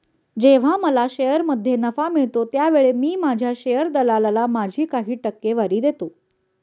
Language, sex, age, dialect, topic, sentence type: Marathi, female, 36-40, Standard Marathi, banking, statement